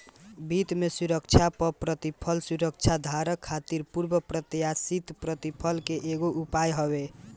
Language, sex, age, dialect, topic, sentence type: Bhojpuri, male, 18-24, Northern, banking, statement